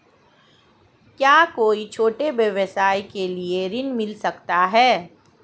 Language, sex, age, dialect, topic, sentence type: Hindi, female, 41-45, Marwari Dhudhari, banking, question